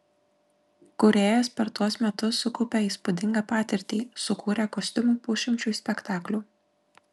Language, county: Lithuanian, Klaipėda